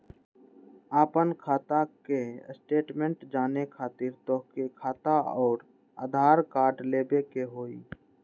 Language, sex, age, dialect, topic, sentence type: Magahi, male, 18-24, Western, banking, question